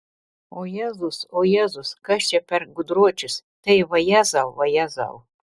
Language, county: Lithuanian, Telšiai